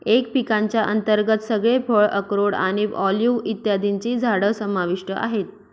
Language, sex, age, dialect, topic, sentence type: Marathi, female, 25-30, Northern Konkan, agriculture, statement